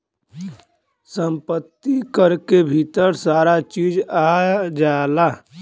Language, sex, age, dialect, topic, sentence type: Bhojpuri, male, 25-30, Western, banking, statement